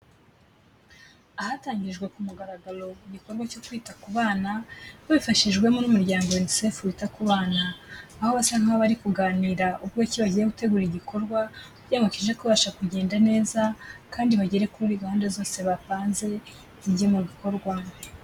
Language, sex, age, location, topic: Kinyarwanda, female, 25-35, Kigali, health